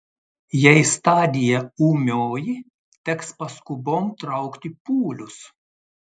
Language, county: Lithuanian, Klaipėda